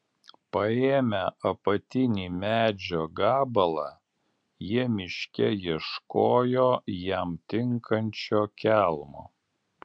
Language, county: Lithuanian, Alytus